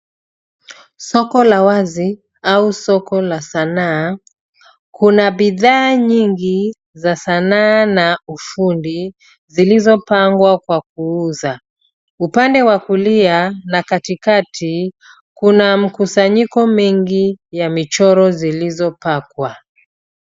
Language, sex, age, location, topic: Swahili, female, 36-49, Nairobi, finance